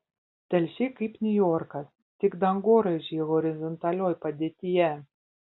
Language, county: Lithuanian, Panevėžys